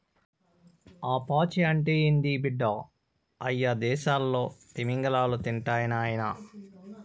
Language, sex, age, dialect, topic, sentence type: Telugu, male, 41-45, Southern, agriculture, statement